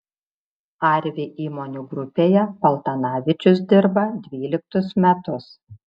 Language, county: Lithuanian, Šiauliai